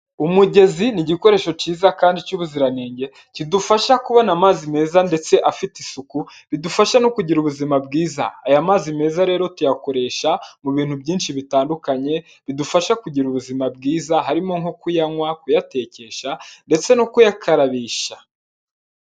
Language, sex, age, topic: Kinyarwanda, male, 18-24, health